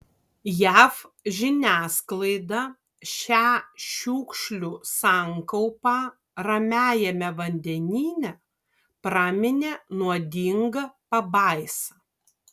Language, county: Lithuanian, Kaunas